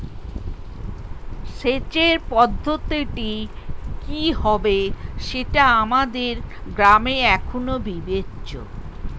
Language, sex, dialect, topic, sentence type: Bengali, female, Standard Colloquial, agriculture, question